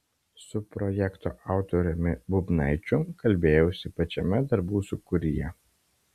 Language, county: Lithuanian, Vilnius